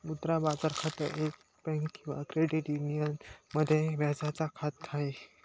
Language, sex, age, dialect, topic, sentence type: Marathi, male, 18-24, Northern Konkan, banking, statement